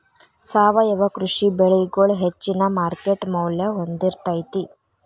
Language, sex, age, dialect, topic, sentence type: Kannada, female, 18-24, Dharwad Kannada, agriculture, statement